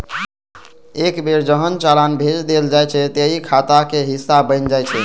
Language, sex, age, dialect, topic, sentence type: Maithili, male, 18-24, Eastern / Thethi, banking, statement